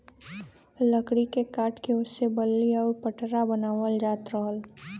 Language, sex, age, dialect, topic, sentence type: Bhojpuri, female, 18-24, Western, agriculture, statement